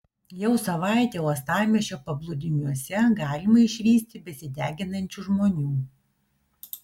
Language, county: Lithuanian, Vilnius